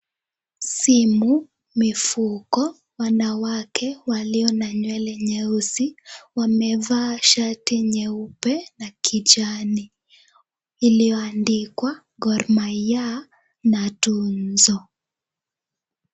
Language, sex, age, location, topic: Swahili, female, 18-24, Kisumu, government